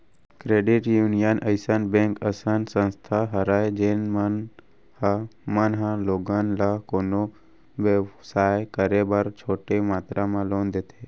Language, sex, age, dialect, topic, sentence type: Chhattisgarhi, male, 25-30, Central, banking, statement